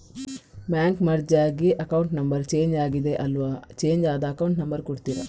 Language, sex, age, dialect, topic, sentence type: Kannada, female, 18-24, Coastal/Dakshin, banking, question